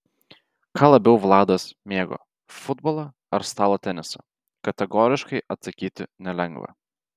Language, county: Lithuanian, Vilnius